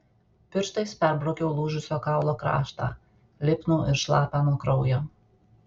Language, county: Lithuanian, Alytus